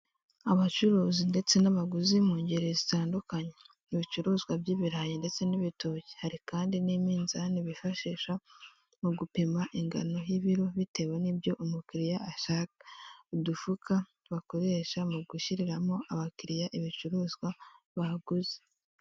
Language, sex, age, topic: Kinyarwanda, female, 18-24, finance